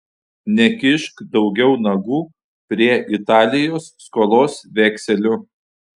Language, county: Lithuanian, Panevėžys